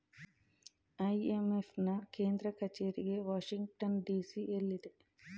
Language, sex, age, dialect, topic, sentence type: Kannada, female, 36-40, Mysore Kannada, banking, statement